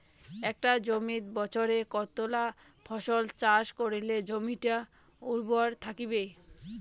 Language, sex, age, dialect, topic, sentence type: Bengali, female, 18-24, Rajbangshi, agriculture, question